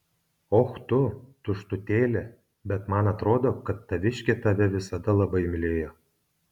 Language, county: Lithuanian, Kaunas